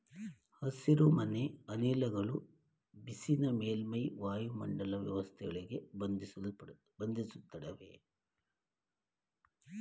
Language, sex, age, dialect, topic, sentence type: Kannada, male, 51-55, Mysore Kannada, agriculture, statement